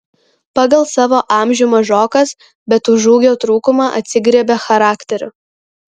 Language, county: Lithuanian, Kaunas